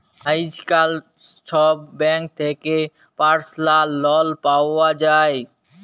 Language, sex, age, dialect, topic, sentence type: Bengali, male, 18-24, Jharkhandi, banking, statement